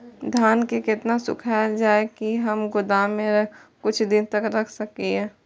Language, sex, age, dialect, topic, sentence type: Maithili, female, 18-24, Eastern / Thethi, agriculture, question